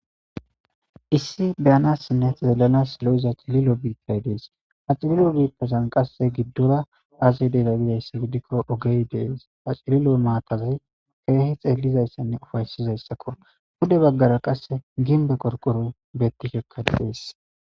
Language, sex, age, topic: Gamo, male, 25-35, government